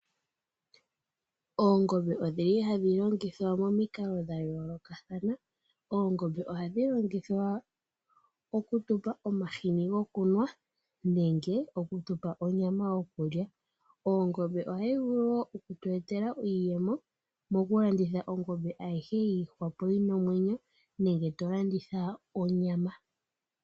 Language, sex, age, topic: Oshiwambo, female, 18-24, agriculture